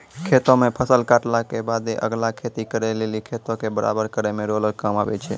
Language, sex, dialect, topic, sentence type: Maithili, male, Angika, agriculture, statement